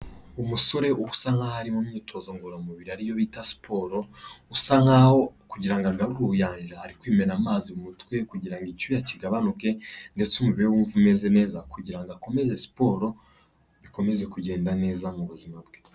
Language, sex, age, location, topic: Kinyarwanda, male, 25-35, Kigali, health